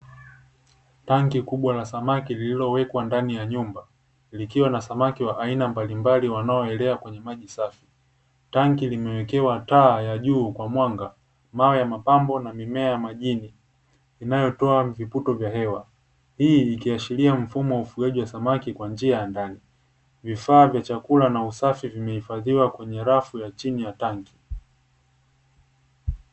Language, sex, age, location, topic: Swahili, male, 18-24, Dar es Salaam, agriculture